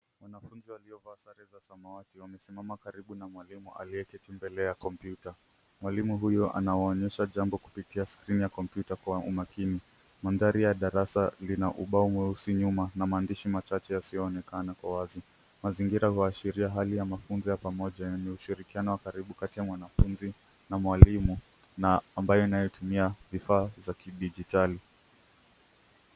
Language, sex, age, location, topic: Swahili, male, 18-24, Nairobi, education